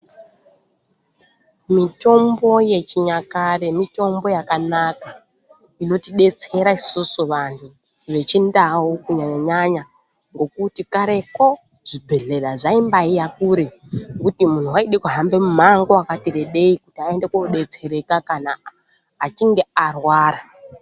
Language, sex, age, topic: Ndau, female, 25-35, health